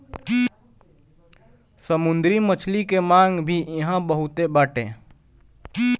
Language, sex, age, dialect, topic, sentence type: Bhojpuri, male, 18-24, Northern, agriculture, statement